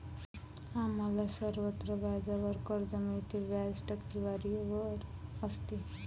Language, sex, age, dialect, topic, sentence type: Marathi, male, 18-24, Varhadi, banking, statement